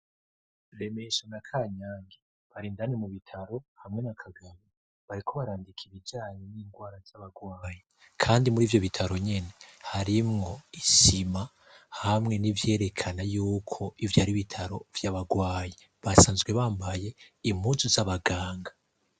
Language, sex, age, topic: Rundi, male, 25-35, education